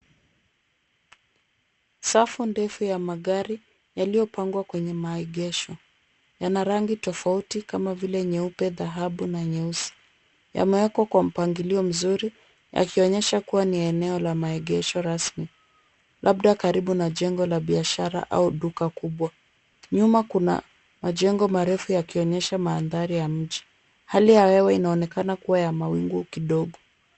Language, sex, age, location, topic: Swahili, female, 25-35, Kisumu, finance